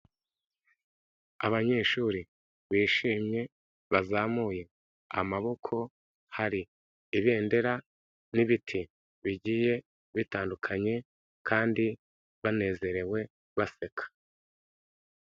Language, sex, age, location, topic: Kinyarwanda, male, 36-49, Kigali, health